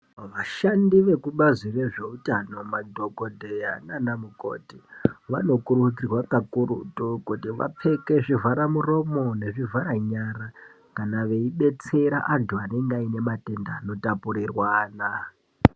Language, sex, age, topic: Ndau, female, 25-35, health